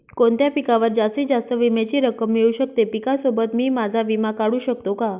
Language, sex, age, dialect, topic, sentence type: Marathi, female, 25-30, Northern Konkan, agriculture, question